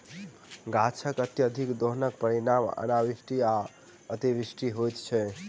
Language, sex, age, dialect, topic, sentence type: Maithili, male, 18-24, Southern/Standard, agriculture, statement